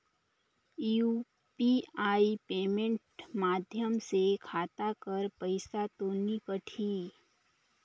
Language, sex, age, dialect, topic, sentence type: Chhattisgarhi, female, 18-24, Northern/Bhandar, banking, question